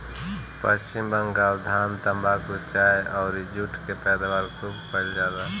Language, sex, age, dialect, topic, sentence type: Bhojpuri, male, 25-30, Northern, agriculture, statement